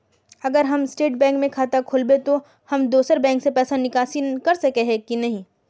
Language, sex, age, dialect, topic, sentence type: Magahi, female, 56-60, Northeastern/Surjapuri, banking, question